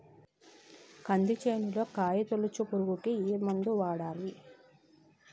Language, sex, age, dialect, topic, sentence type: Telugu, female, 36-40, Utterandhra, agriculture, question